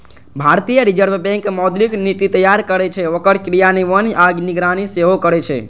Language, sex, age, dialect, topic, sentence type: Maithili, male, 18-24, Eastern / Thethi, banking, statement